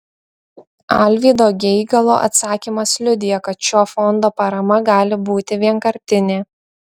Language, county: Lithuanian, Šiauliai